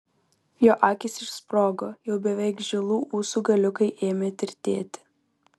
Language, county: Lithuanian, Vilnius